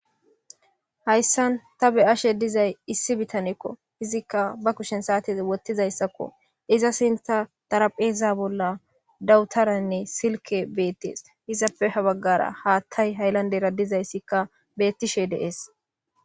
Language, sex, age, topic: Gamo, male, 18-24, government